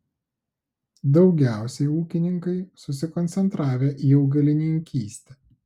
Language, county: Lithuanian, Klaipėda